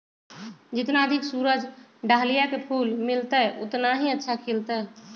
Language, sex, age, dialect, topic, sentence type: Magahi, female, 56-60, Western, agriculture, statement